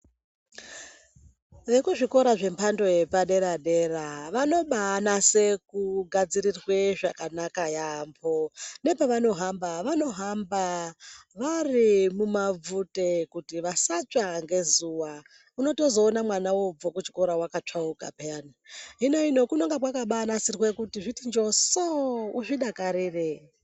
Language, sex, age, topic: Ndau, male, 25-35, education